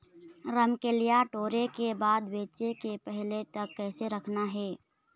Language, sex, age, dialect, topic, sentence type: Chhattisgarhi, female, 25-30, Eastern, agriculture, question